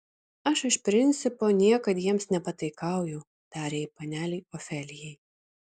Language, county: Lithuanian, Šiauliai